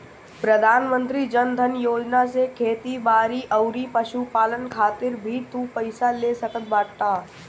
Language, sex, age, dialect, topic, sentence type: Bhojpuri, male, 60-100, Northern, banking, statement